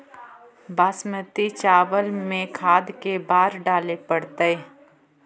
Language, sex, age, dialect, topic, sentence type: Magahi, female, 25-30, Central/Standard, agriculture, question